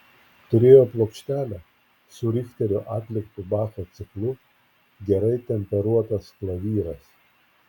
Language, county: Lithuanian, Klaipėda